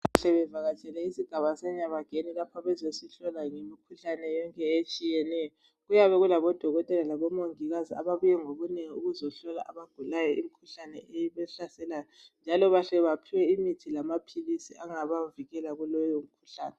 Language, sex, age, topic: North Ndebele, female, 36-49, health